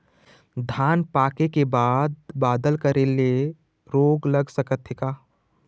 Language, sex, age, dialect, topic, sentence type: Chhattisgarhi, male, 25-30, Eastern, agriculture, question